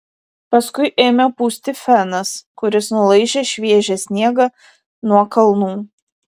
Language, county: Lithuanian, Vilnius